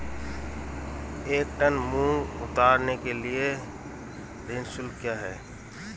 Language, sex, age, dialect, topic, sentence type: Hindi, male, 41-45, Marwari Dhudhari, agriculture, question